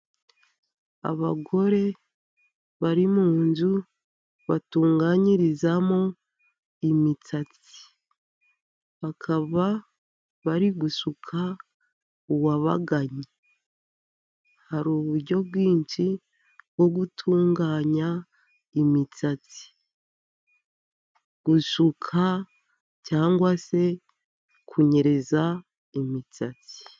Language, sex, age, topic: Kinyarwanda, female, 50+, education